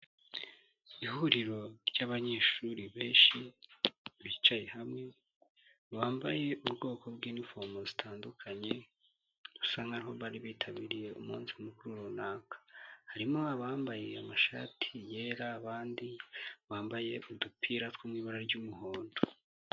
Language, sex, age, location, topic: Kinyarwanda, male, 18-24, Nyagatare, education